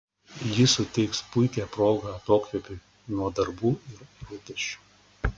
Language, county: Lithuanian, Klaipėda